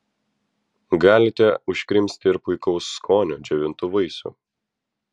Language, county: Lithuanian, Vilnius